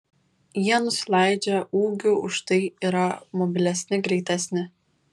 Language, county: Lithuanian, Vilnius